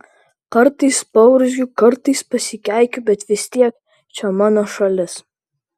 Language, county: Lithuanian, Vilnius